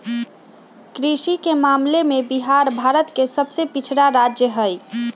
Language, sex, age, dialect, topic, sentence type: Magahi, female, 25-30, Western, agriculture, statement